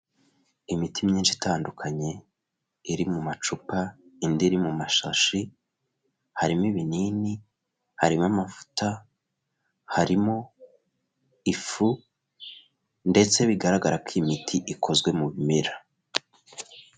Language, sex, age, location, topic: Kinyarwanda, male, 25-35, Kigali, health